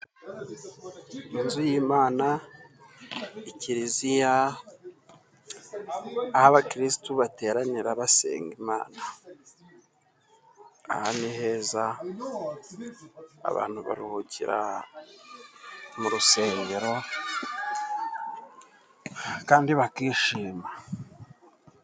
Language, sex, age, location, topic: Kinyarwanda, male, 36-49, Musanze, government